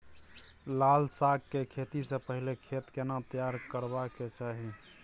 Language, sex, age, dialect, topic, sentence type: Maithili, male, 36-40, Bajjika, agriculture, question